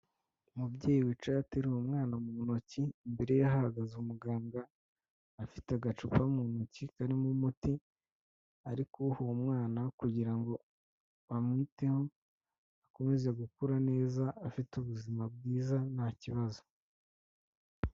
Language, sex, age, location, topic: Kinyarwanda, male, 25-35, Kigali, health